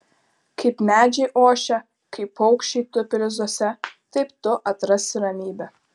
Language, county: Lithuanian, Klaipėda